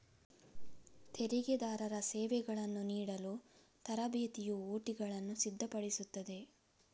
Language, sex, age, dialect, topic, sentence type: Kannada, female, 25-30, Coastal/Dakshin, banking, statement